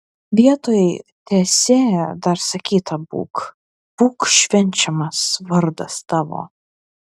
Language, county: Lithuanian, Klaipėda